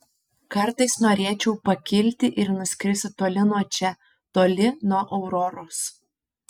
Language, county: Lithuanian, Panevėžys